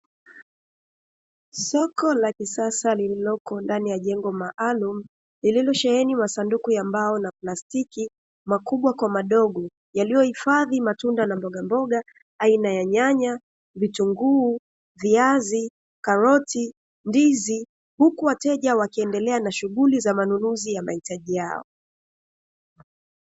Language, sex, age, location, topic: Swahili, female, 25-35, Dar es Salaam, finance